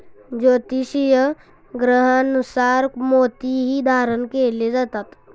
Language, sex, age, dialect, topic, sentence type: Marathi, male, 51-55, Standard Marathi, agriculture, statement